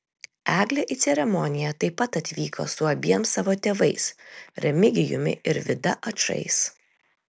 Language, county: Lithuanian, Telšiai